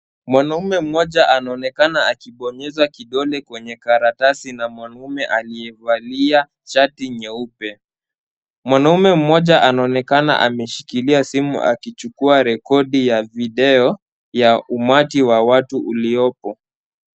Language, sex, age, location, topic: Swahili, male, 18-24, Kisumu, government